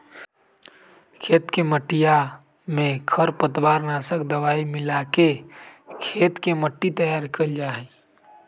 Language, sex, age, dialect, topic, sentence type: Magahi, male, 18-24, Western, agriculture, statement